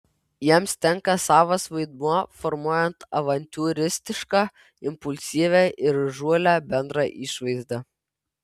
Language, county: Lithuanian, Vilnius